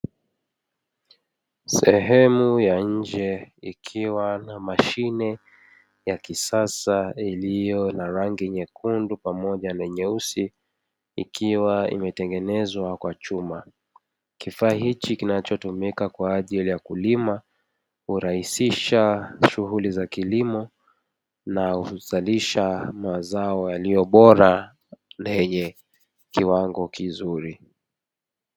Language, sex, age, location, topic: Swahili, male, 25-35, Dar es Salaam, agriculture